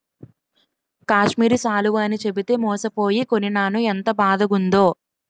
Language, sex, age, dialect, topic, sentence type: Telugu, female, 18-24, Utterandhra, agriculture, statement